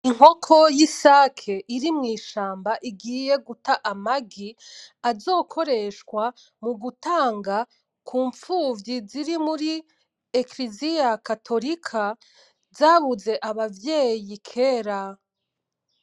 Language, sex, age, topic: Rundi, female, 25-35, agriculture